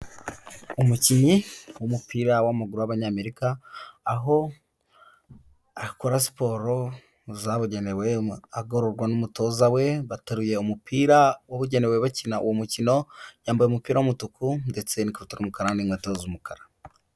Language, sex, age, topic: Kinyarwanda, male, 18-24, health